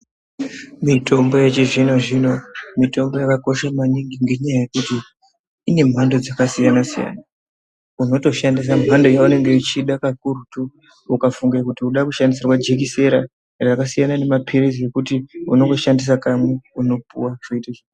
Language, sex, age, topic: Ndau, female, 36-49, health